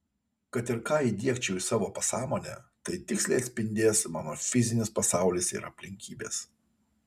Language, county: Lithuanian, Kaunas